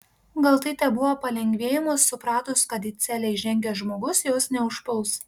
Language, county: Lithuanian, Panevėžys